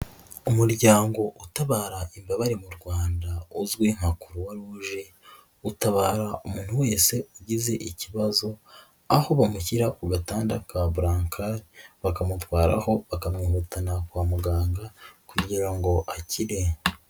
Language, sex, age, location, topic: Kinyarwanda, female, 25-35, Nyagatare, health